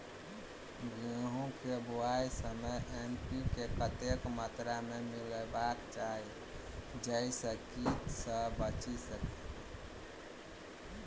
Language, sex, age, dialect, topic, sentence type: Maithili, male, 31-35, Southern/Standard, agriculture, question